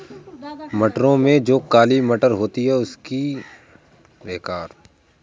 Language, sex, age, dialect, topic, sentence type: Hindi, male, 18-24, Awadhi Bundeli, agriculture, question